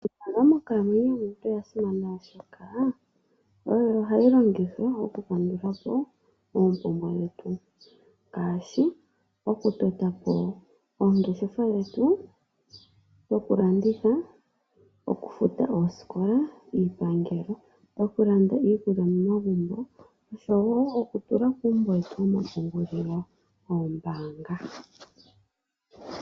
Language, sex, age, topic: Oshiwambo, female, 25-35, finance